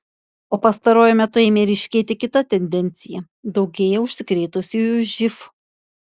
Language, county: Lithuanian, Šiauliai